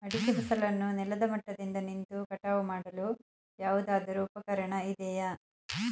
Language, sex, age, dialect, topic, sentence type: Kannada, female, 36-40, Mysore Kannada, agriculture, question